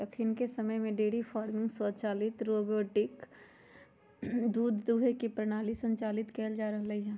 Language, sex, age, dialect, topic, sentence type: Magahi, female, 31-35, Western, agriculture, statement